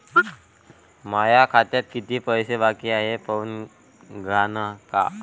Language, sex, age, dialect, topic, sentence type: Marathi, male, 18-24, Varhadi, banking, question